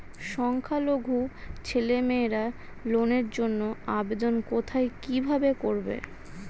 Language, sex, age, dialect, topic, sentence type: Bengali, female, 36-40, Standard Colloquial, banking, question